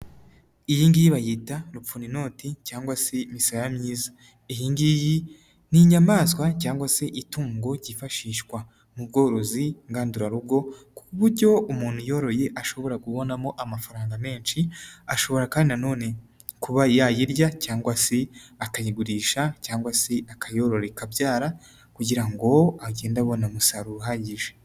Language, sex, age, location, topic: Kinyarwanda, male, 36-49, Nyagatare, agriculture